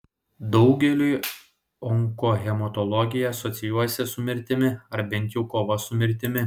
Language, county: Lithuanian, Šiauliai